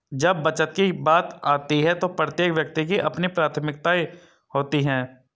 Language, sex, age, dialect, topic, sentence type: Hindi, male, 25-30, Hindustani Malvi Khadi Boli, banking, statement